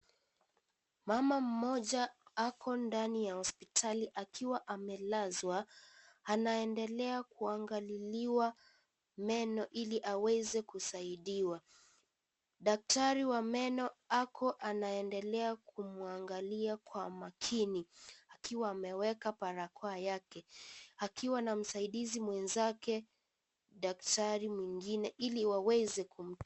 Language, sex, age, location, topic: Swahili, female, 18-24, Kisii, health